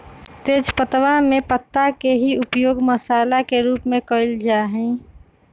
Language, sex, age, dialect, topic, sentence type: Magahi, female, 25-30, Western, agriculture, statement